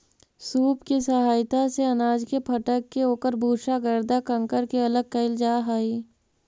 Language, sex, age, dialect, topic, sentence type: Magahi, female, 41-45, Central/Standard, banking, statement